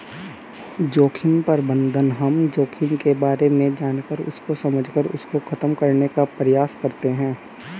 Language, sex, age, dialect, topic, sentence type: Hindi, male, 18-24, Hindustani Malvi Khadi Boli, agriculture, statement